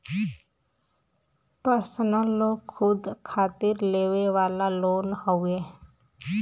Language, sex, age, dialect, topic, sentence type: Bhojpuri, female, 25-30, Western, banking, statement